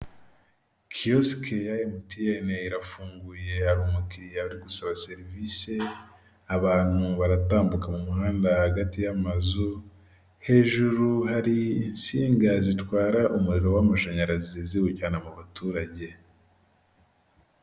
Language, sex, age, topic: Kinyarwanda, male, 18-24, government